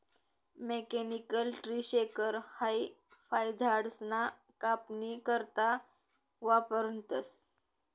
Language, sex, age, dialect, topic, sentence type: Marathi, female, 18-24, Northern Konkan, agriculture, statement